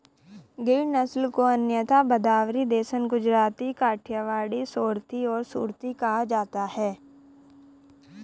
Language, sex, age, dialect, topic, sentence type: Hindi, female, 18-24, Hindustani Malvi Khadi Boli, agriculture, statement